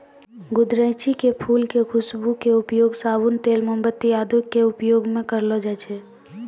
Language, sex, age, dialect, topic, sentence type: Maithili, female, 18-24, Angika, agriculture, statement